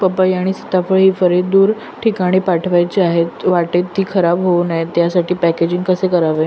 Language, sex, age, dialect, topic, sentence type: Marathi, female, 25-30, Northern Konkan, agriculture, question